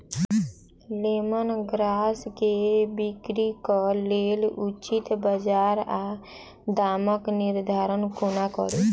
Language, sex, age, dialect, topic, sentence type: Maithili, female, 18-24, Southern/Standard, agriculture, question